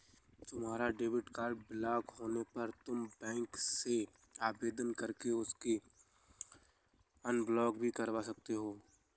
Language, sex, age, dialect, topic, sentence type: Hindi, male, 18-24, Awadhi Bundeli, banking, statement